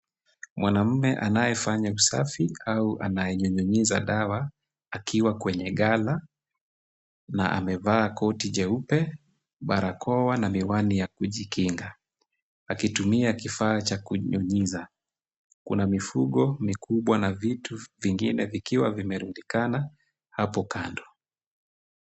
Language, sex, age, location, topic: Swahili, male, 25-35, Kisumu, health